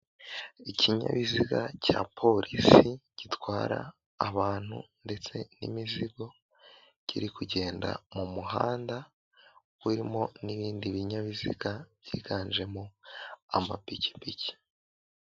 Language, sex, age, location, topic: Kinyarwanda, male, 18-24, Kigali, government